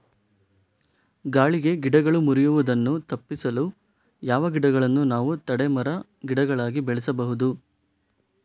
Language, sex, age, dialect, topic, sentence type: Kannada, male, 18-24, Coastal/Dakshin, agriculture, question